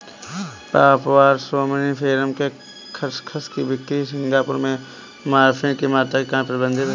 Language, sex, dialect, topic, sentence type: Hindi, male, Kanauji Braj Bhasha, agriculture, statement